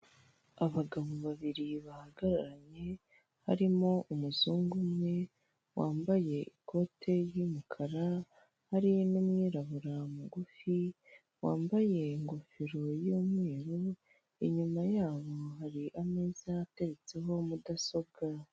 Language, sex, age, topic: Kinyarwanda, male, 25-35, government